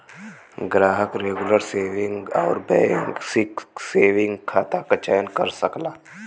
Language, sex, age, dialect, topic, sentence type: Bhojpuri, female, 18-24, Western, banking, statement